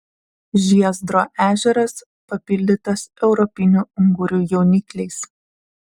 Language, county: Lithuanian, Vilnius